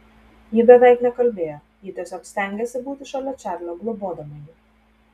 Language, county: Lithuanian, Telšiai